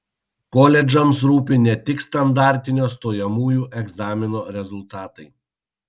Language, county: Lithuanian, Kaunas